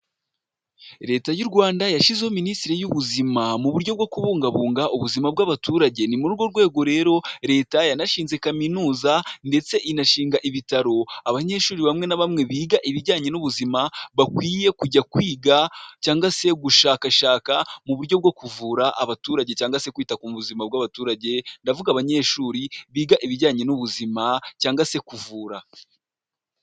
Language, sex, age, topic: Kinyarwanda, male, 18-24, health